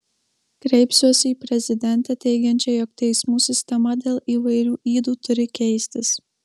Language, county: Lithuanian, Marijampolė